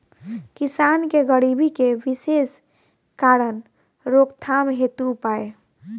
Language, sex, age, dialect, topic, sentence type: Bhojpuri, female, 18-24, Southern / Standard, agriculture, question